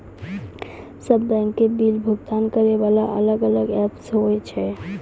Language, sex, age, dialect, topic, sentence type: Maithili, female, 18-24, Angika, banking, question